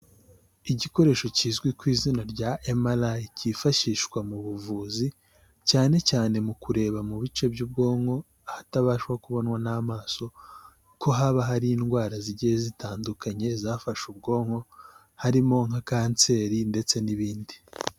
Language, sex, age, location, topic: Kinyarwanda, male, 18-24, Huye, health